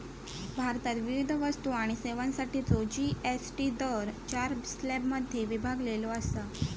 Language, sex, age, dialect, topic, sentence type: Marathi, female, 18-24, Southern Konkan, banking, statement